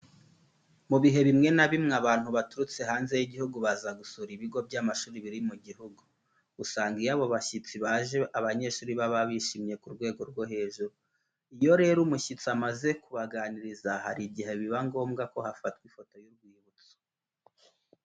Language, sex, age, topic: Kinyarwanda, male, 25-35, education